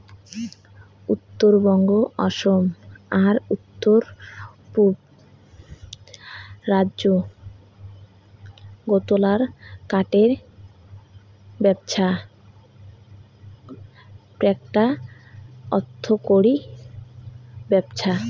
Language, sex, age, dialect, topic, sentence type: Bengali, female, 18-24, Rajbangshi, agriculture, statement